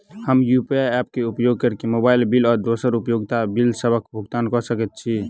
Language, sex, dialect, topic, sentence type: Maithili, male, Southern/Standard, banking, statement